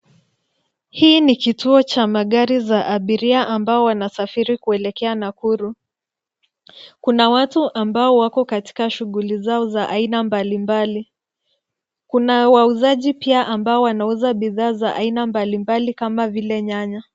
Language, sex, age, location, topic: Swahili, female, 25-35, Nairobi, government